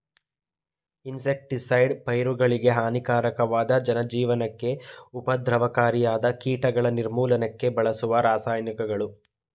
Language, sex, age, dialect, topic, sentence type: Kannada, male, 18-24, Mysore Kannada, agriculture, statement